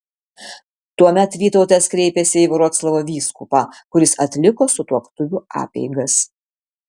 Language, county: Lithuanian, Vilnius